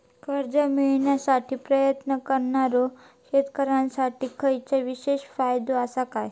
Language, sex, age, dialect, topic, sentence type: Marathi, female, 31-35, Southern Konkan, agriculture, statement